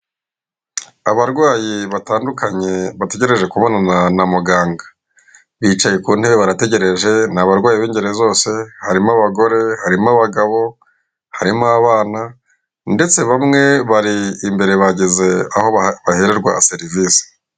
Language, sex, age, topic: Kinyarwanda, male, 36-49, government